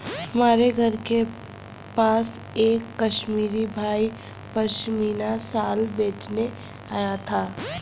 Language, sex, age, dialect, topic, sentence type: Hindi, female, 31-35, Kanauji Braj Bhasha, agriculture, statement